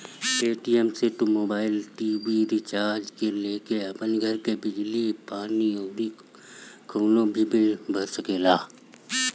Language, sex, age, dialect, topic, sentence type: Bhojpuri, male, 31-35, Northern, banking, statement